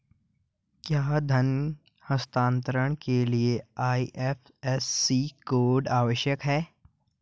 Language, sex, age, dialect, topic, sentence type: Hindi, male, 18-24, Hindustani Malvi Khadi Boli, banking, question